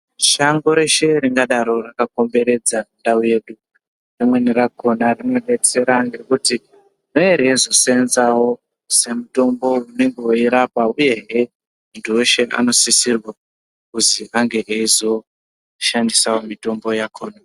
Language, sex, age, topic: Ndau, male, 25-35, health